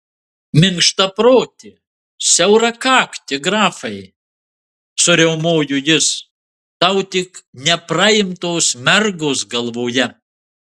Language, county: Lithuanian, Marijampolė